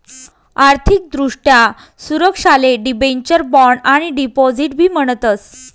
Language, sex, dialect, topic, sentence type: Marathi, female, Northern Konkan, banking, statement